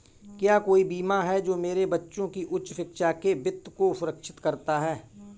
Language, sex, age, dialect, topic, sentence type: Hindi, male, 18-24, Marwari Dhudhari, banking, question